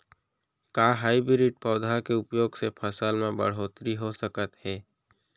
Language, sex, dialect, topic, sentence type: Chhattisgarhi, male, Central, agriculture, question